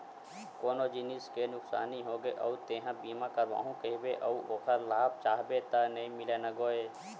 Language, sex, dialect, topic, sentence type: Chhattisgarhi, male, Western/Budati/Khatahi, banking, statement